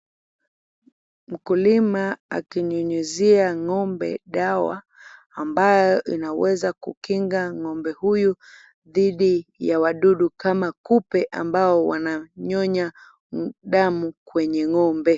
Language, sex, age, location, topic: Swahili, female, 25-35, Kisumu, agriculture